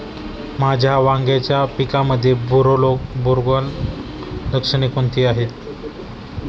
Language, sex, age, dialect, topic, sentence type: Marathi, male, 18-24, Standard Marathi, agriculture, question